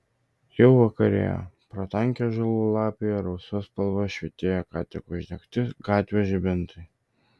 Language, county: Lithuanian, Vilnius